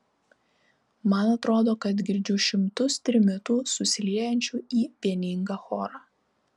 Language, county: Lithuanian, Kaunas